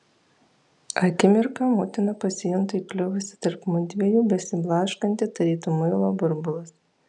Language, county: Lithuanian, Alytus